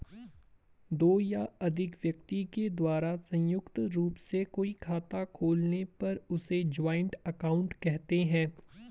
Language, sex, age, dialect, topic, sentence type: Hindi, male, 18-24, Garhwali, banking, statement